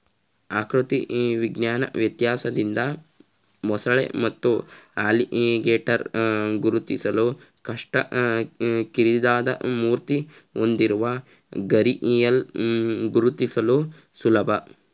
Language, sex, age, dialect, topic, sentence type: Kannada, male, 36-40, Mysore Kannada, agriculture, statement